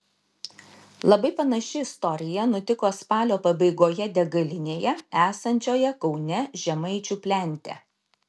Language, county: Lithuanian, Šiauliai